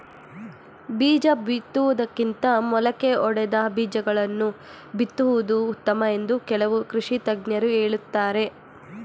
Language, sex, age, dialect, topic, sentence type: Kannada, female, 18-24, Mysore Kannada, agriculture, statement